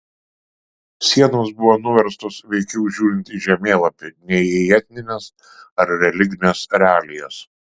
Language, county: Lithuanian, Šiauliai